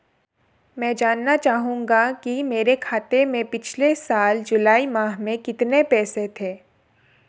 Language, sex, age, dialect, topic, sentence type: Hindi, female, 18-24, Marwari Dhudhari, banking, question